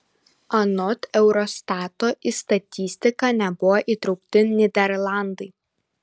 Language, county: Lithuanian, Panevėžys